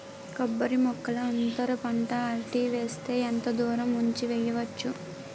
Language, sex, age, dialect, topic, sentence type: Telugu, female, 18-24, Utterandhra, agriculture, question